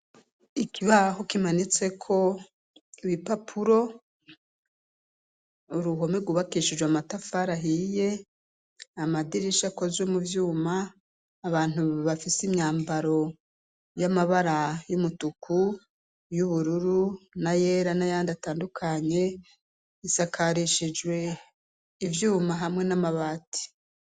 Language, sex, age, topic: Rundi, female, 36-49, education